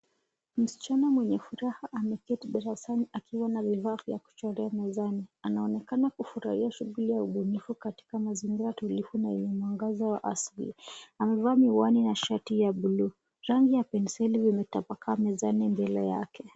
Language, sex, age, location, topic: Swahili, female, 25-35, Nairobi, education